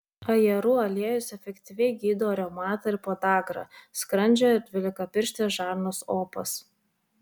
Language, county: Lithuanian, Vilnius